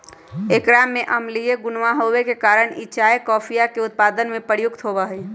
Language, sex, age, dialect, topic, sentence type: Magahi, female, 31-35, Western, agriculture, statement